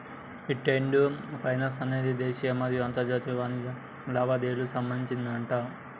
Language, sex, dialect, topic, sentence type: Telugu, male, Telangana, banking, statement